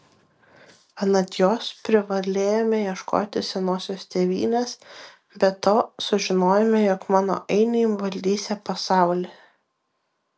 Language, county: Lithuanian, Vilnius